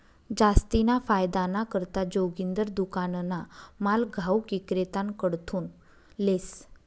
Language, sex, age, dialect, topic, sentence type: Marathi, female, 31-35, Northern Konkan, banking, statement